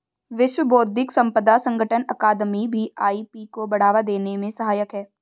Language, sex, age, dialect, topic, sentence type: Hindi, female, 18-24, Marwari Dhudhari, banking, statement